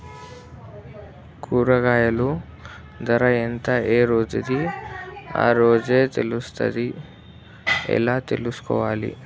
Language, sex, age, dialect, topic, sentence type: Telugu, male, 56-60, Telangana, agriculture, question